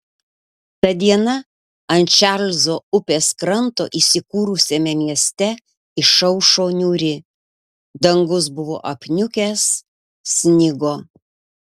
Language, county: Lithuanian, Panevėžys